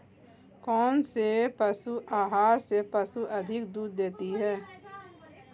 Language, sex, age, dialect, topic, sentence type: Hindi, female, 25-30, Marwari Dhudhari, agriculture, question